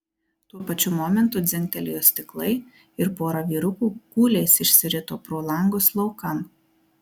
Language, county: Lithuanian, Marijampolė